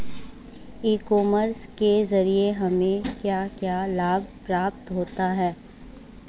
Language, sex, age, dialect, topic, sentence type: Hindi, female, 18-24, Marwari Dhudhari, agriculture, question